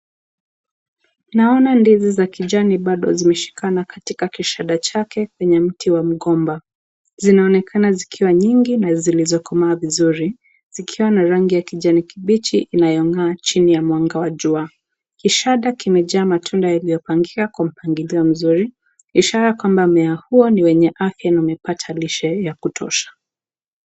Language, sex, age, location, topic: Swahili, female, 18-24, Nakuru, agriculture